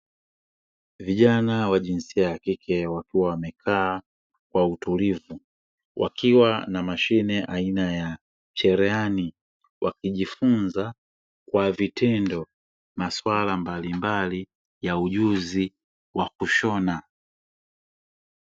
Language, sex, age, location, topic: Swahili, male, 25-35, Dar es Salaam, education